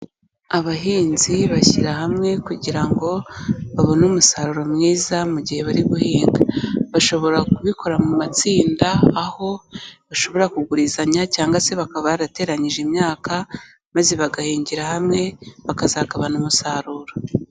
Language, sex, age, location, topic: Kinyarwanda, female, 18-24, Kigali, agriculture